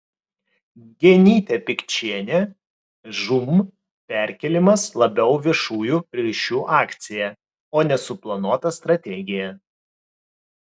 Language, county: Lithuanian, Vilnius